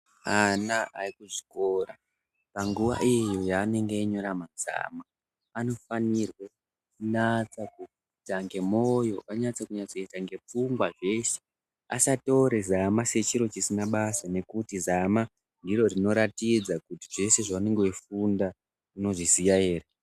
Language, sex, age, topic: Ndau, male, 18-24, education